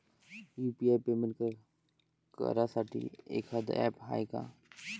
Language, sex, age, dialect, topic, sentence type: Marathi, male, 18-24, Varhadi, banking, question